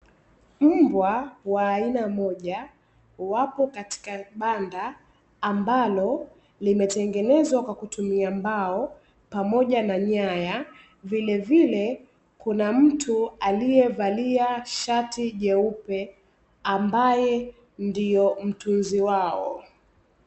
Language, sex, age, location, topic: Swahili, female, 25-35, Dar es Salaam, agriculture